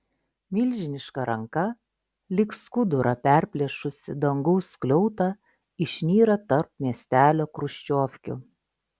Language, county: Lithuanian, Klaipėda